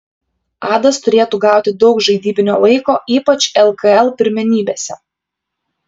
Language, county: Lithuanian, Kaunas